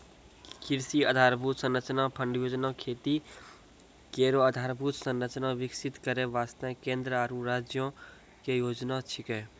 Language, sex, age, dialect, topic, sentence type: Maithili, male, 18-24, Angika, agriculture, statement